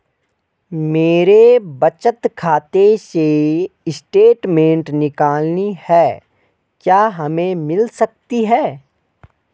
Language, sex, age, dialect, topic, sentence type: Hindi, male, 18-24, Garhwali, banking, question